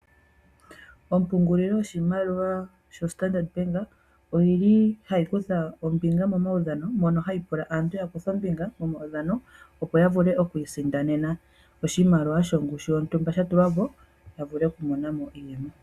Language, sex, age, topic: Oshiwambo, female, 25-35, finance